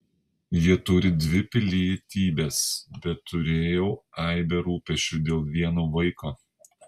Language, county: Lithuanian, Panevėžys